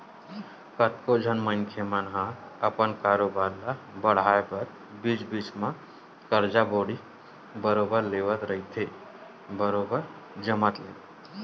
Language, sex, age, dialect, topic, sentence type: Chhattisgarhi, male, 18-24, Western/Budati/Khatahi, banking, statement